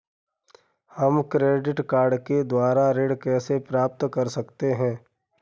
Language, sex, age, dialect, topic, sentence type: Hindi, male, 31-35, Kanauji Braj Bhasha, banking, question